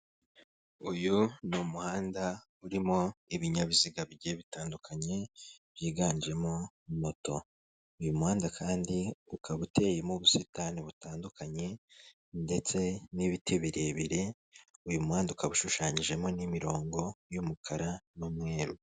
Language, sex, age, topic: Kinyarwanda, male, 25-35, government